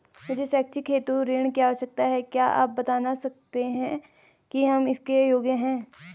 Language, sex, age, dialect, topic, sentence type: Hindi, female, 18-24, Garhwali, banking, question